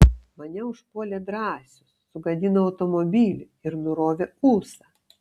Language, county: Lithuanian, Kaunas